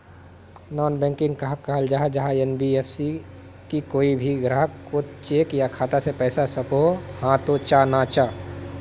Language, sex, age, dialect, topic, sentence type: Magahi, male, 36-40, Northeastern/Surjapuri, banking, question